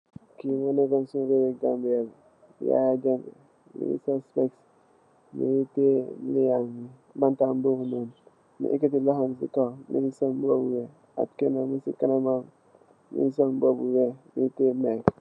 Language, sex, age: Wolof, male, 18-24